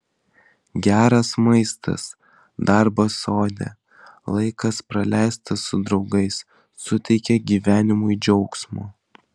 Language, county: Lithuanian, Vilnius